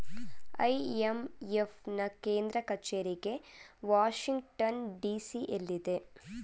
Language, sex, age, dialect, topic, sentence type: Kannada, female, 18-24, Mysore Kannada, banking, statement